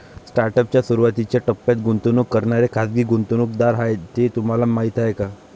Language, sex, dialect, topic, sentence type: Marathi, male, Varhadi, banking, statement